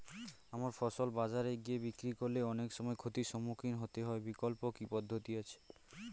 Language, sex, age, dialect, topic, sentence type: Bengali, male, 18-24, Standard Colloquial, agriculture, question